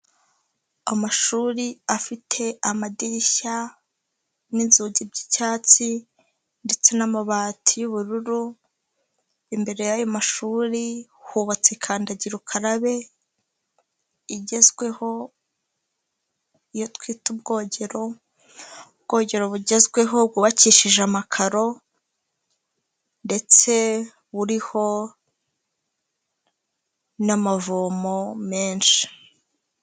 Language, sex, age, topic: Kinyarwanda, female, 25-35, education